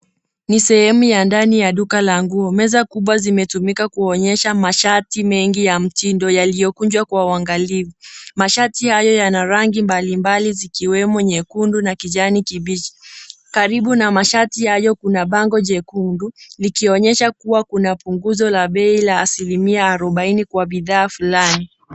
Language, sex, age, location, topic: Swahili, female, 18-24, Nairobi, finance